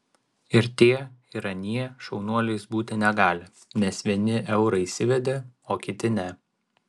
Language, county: Lithuanian, Vilnius